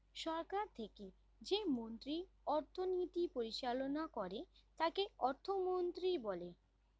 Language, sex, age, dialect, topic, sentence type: Bengali, female, 25-30, Standard Colloquial, banking, statement